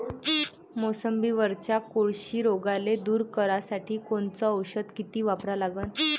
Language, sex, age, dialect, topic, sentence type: Marathi, male, 25-30, Varhadi, agriculture, question